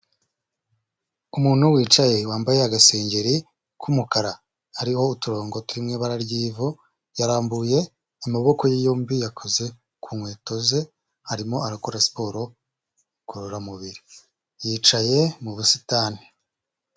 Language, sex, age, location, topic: Kinyarwanda, male, 25-35, Huye, health